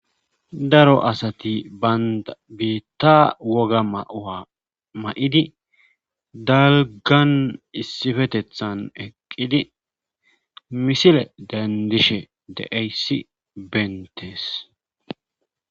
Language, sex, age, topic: Gamo, male, 25-35, government